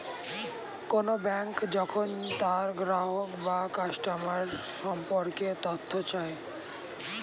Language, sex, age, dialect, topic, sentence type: Bengali, male, 18-24, Standard Colloquial, banking, statement